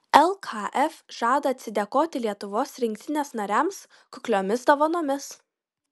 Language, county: Lithuanian, Kaunas